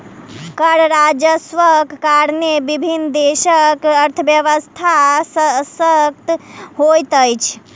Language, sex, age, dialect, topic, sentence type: Maithili, female, 18-24, Southern/Standard, banking, statement